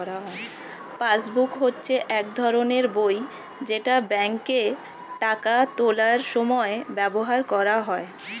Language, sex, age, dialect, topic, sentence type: Bengali, female, 25-30, Standard Colloquial, banking, statement